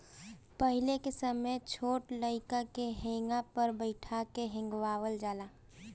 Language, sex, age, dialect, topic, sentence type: Bhojpuri, female, 18-24, Northern, agriculture, statement